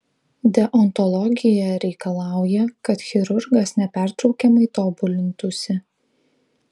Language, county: Lithuanian, Klaipėda